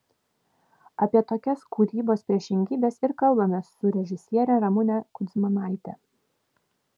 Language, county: Lithuanian, Vilnius